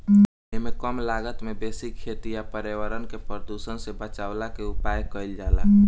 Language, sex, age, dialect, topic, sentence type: Bhojpuri, male, <18, Northern, agriculture, statement